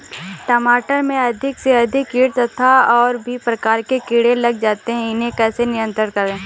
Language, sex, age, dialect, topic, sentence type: Hindi, female, 18-24, Awadhi Bundeli, agriculture, question